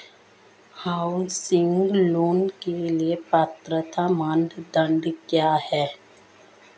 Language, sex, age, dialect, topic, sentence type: Hindi, female, 25-30, Marwari Dhudhari, banking, question